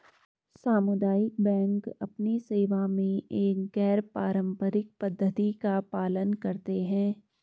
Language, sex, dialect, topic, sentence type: Hindi, female, Garhwali, banking, statement